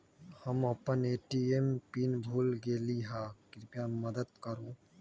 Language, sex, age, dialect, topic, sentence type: Magahi, male, 25-30, Western, banking, statement